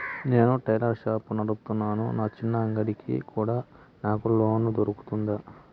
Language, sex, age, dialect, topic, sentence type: Telugu, male, 36-40, Southern, banking, question